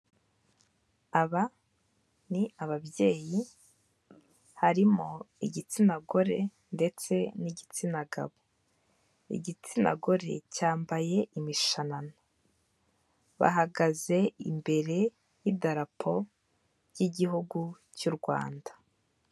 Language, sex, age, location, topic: Kinyarwanda, female, 18-24, Kigali, government